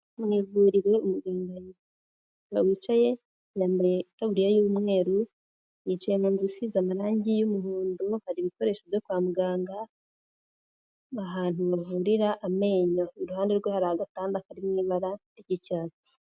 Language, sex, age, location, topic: Kinyarwanda, female, 18-24, Kigali, health